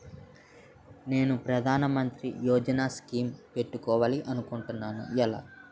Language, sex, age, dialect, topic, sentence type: Telugu, male, 18-24, Utterandhra, banking, question